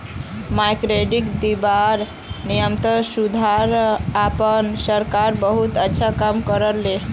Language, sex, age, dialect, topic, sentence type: Magahi, female, 18-24, Northeastern/Surjapuri, banking, statement